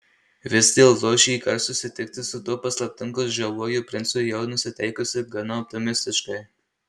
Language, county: Lithuanian, Marijampolė